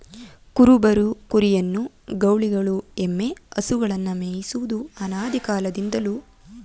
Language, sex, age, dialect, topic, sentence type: Kannada, female, 18-24, Mysore Kannada, agriculture, statement